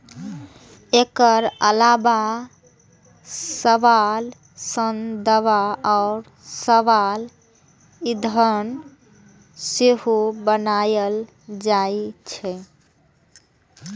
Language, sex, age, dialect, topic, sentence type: Maithili, female, 18-24, Eastern / Thethi, agriculture, statement